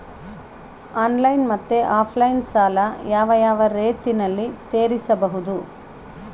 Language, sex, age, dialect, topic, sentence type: Kannada, female, 31-35, Central, banking, question